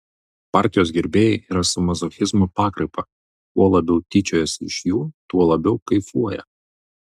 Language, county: Lithuanian, Vilnius